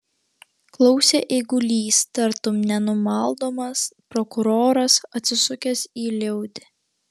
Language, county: Lithuanian, Klaipėda